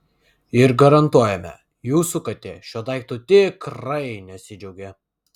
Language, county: Lithuanian, Vilnius